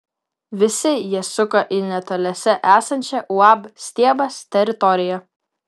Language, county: Lithuanian, Vilnius